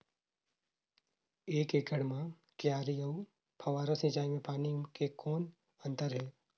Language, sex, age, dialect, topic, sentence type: Chhattisgarhi, male, 18-24, Northern/Bhandar, agriculture, question